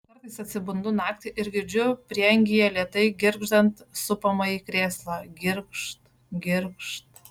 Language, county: Lithuanian, Šiauliai